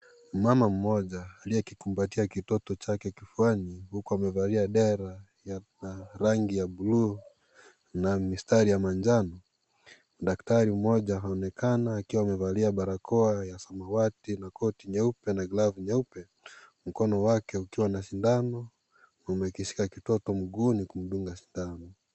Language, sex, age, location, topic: Swahili, male, 25-35, Kisii, health